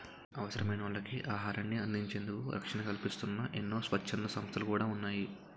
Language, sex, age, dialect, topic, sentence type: Telugu, male, 18-24, Utterandhra, agriculture, statement